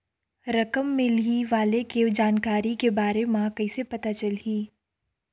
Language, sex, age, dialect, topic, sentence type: Chhattisgarhi, female, 25-30, Western/Budati/Khatahi, banking, question